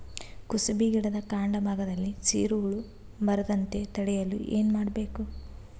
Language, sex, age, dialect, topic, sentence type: Kannada, female, 18-24, Northeastern, agriculture, question